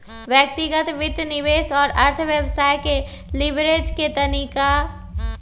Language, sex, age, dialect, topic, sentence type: Magahi, male, 25-30, Western, banking, statement